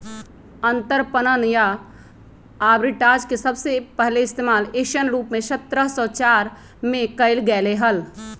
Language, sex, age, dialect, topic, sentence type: Magahi, female, 31-35, Western, banking, statement